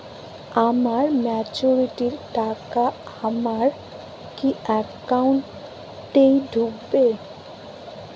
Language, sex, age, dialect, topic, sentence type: Bengali, female, 18-24, Jharkhandi, banking, question